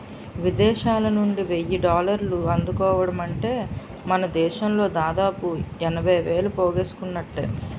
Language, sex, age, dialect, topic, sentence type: Telugu, female, 25-30, Utterandhra, banking, statement